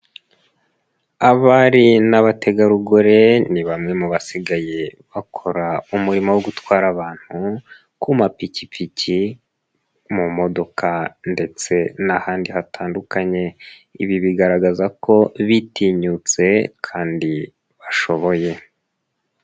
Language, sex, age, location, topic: Kinyarwanda, male, 18-24, Nyagatare, finance